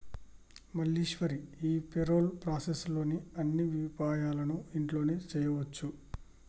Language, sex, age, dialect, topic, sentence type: Telugu, male, 25-30, Telangana, banking, statement